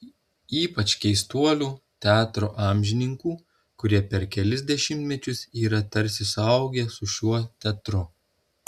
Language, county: Lithuanian, Telšiai